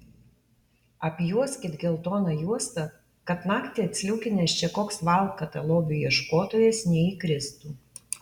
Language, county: Lithuanian, Alytus